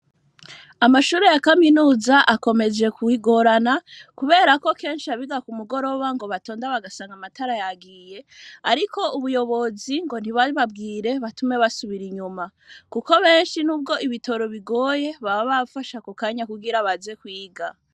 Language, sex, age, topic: Rundi, female, 25-35, education